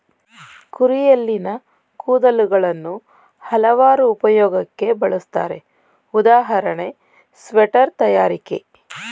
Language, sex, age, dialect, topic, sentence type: Kannada, female, 31-35, Mysore Kannada, agriculture, statement